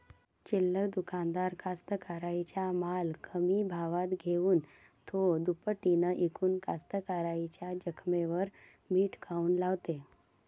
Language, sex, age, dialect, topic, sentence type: Marathi, female, 56-60, Varhadi, agriculture, question